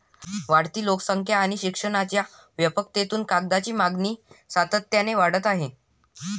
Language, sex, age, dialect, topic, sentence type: Marathi, male, 18-24, Varhadi, agriculture, statement